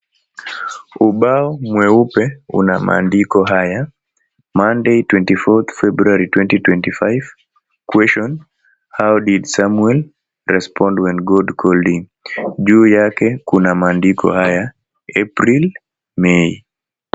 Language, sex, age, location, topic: Swahili, male, 18-24, Mombasa, education